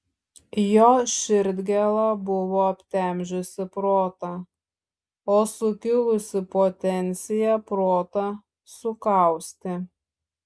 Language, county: Lithuanian, Šiauliai